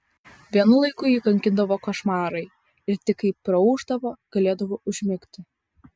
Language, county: Lithuanian, Vilnius